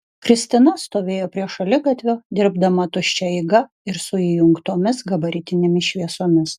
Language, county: Lithuanian, Kaunas